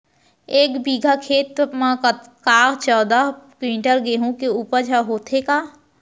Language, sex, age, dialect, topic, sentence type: Chhattisgarhi, female, 31-35, Central, agriculture, question